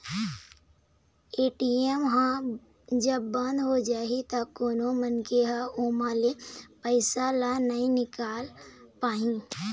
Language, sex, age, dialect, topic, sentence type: Chhattisgarhi, female, 18-24, Eastern, banking, statement